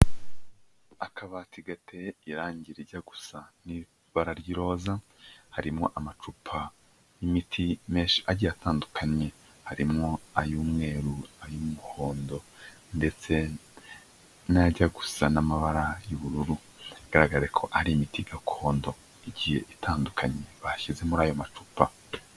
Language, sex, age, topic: Kinyarwanda, male, 25-35, health